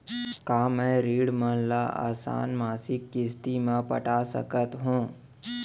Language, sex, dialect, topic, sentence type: Chhattisgarhi, male, Central, banking, question